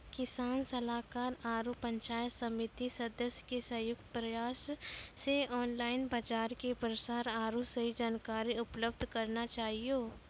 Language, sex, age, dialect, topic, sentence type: Maithili, female, 25-30, Angika, agriculture, question